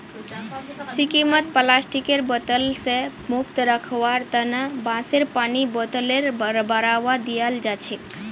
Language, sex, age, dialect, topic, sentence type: Magahi, female, 25-30, Northeastern/Surjapuri, agriculture, statement